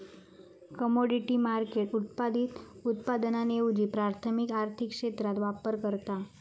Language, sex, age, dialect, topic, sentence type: Marathi, female, 18-24, Southern Konkan, banking, statement